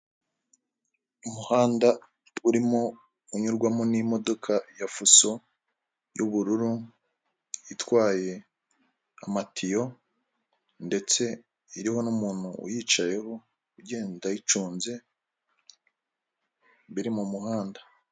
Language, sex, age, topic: Kinyarwanda, male, 25-35, government